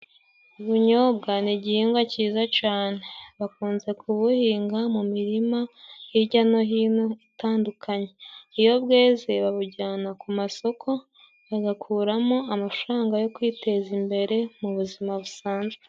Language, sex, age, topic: Kinyarwanda, male, 18-24, agriculture